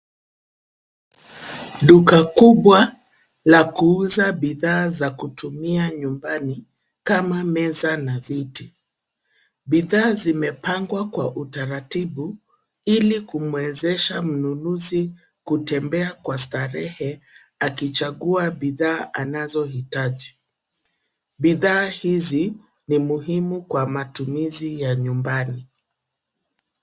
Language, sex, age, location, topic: Swahili, female, 50+, Nairobi, finance